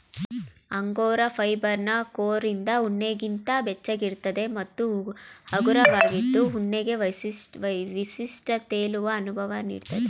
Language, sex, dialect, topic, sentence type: Kannada, female, Mysore Kannada, agriculture, statement